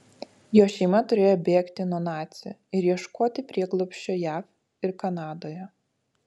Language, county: Lithuanian, Utena